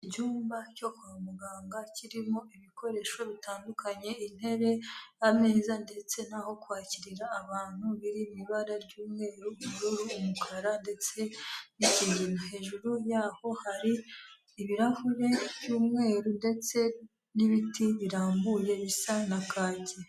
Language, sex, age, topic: Kinyarwanda, female, 18-24, health